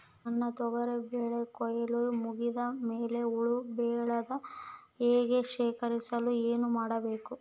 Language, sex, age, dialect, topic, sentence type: Kannada, female, 25-30, Central, agriculture, question